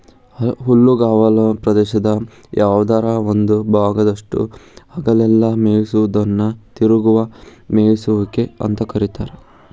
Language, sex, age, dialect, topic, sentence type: Kannada, male, 18-24, Dharwad Kannada, agriculture, statement